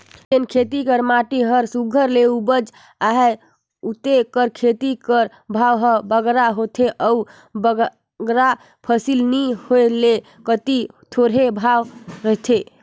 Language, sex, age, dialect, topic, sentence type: Chhattisgarhi, female, 25-30, Northern/Bhandar, agriculture, statement